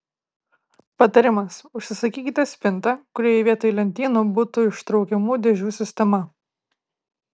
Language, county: Lithuanian, Kaunas